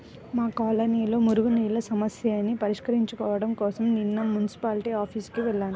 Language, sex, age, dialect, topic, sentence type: Telugu, female, 25-30, Central/Coastal, banking, statement